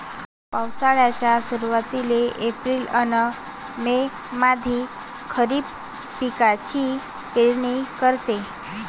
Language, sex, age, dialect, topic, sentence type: Marathi, female, 18-24, Varhadi, agriculture, statement